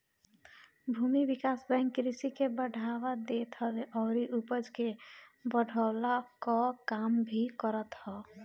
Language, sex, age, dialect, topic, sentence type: Bhojpuri, female, 25-30, Northern, banking, statement